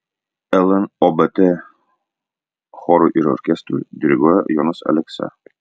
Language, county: Lithuanian, Vilnius